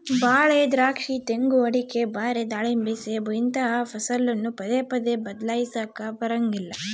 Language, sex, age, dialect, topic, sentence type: Kannada, female, 18-24, Central, agriculture, statement